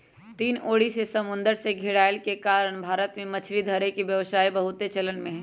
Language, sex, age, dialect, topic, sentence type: Magahi, female, 25-30, Western, agriculture, statement